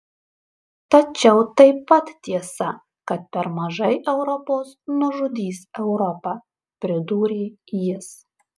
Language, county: Lithuanian, Marijampolė